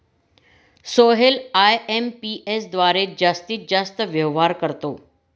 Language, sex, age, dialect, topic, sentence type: Marathi, female, 46-50, Standard Marathi, banking, statement